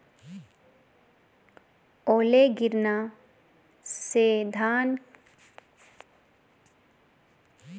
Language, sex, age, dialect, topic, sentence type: Hindi, female, 25-30, Garhwali, agriculture, question